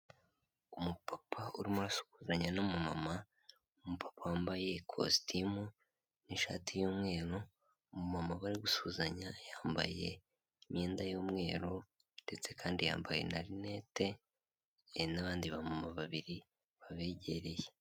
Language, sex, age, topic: Kinyarwanda, male, 18-24, health